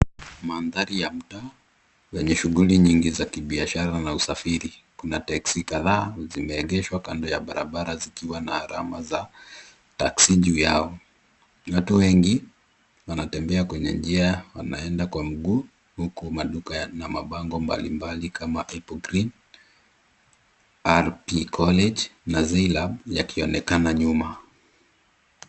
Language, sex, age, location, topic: Swahili, male, 18-24, Nairobi, government